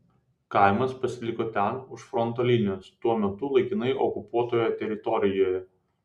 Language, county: Lithuanian, Vilnius